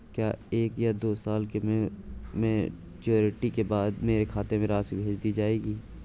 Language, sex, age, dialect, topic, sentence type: Hindi, male, 18-24, Awadhi Bundeli, banking, question